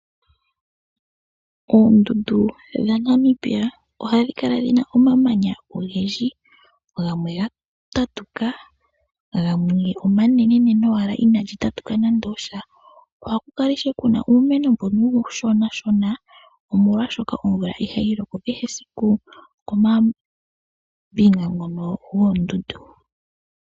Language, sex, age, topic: Oshiwambo, female, 18-24, agriculture